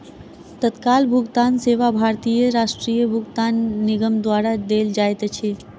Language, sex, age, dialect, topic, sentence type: Maithili, female, 41-45, Southern/Standard, banking, statement